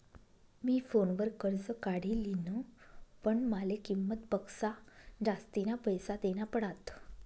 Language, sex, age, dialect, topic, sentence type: Marathi, female, 25-30, Northern Konkan, banking, statement